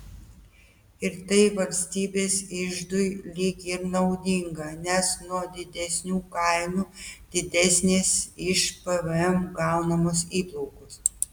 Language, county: Lithuanian, Telšiai